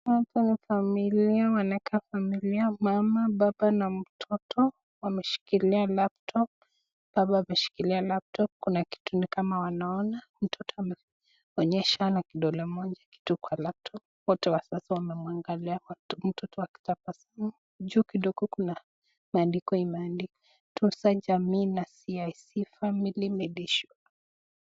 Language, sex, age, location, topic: Swahili, female, 25-35, Nakuru, finance